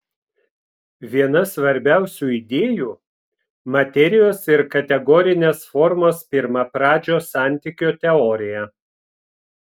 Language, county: Lithuanian, Vilnius